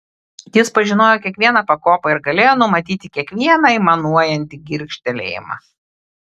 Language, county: Lithuanian, Klaipėda